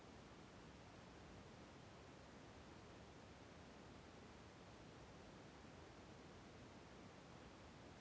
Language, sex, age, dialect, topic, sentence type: Kannada, male, 41-45, Central, banking, question